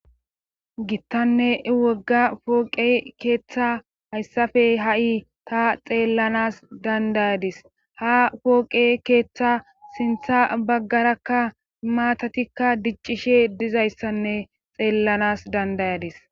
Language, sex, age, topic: Gamo, female, 18-24, government